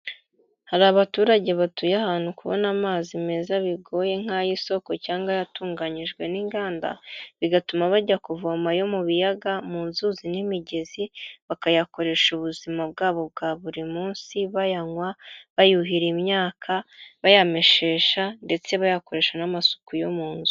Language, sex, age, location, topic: Kinyarwanda, female, 25-35, Kigali, health